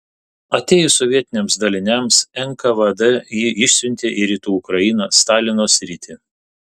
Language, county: Lithuanian, Vilnius